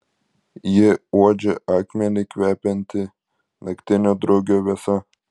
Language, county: Lithuanian, Klaipėda